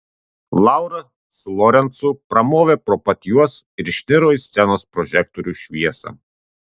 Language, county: Lithuanian, Tauragė